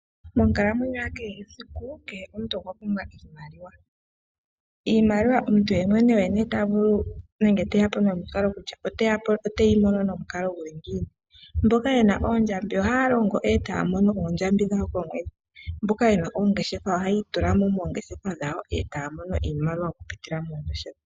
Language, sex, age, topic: Oshiwambo, female, 18-24, finance